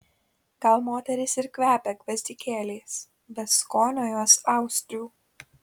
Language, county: Lithuanian, Kaunas